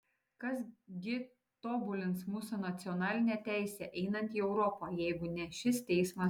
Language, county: Lithuanian, Šiauliai